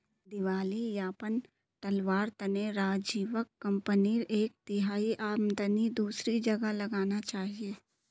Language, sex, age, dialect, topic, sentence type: Magahi, female, 18-24, Northeastern/Surjapuri, banking, statement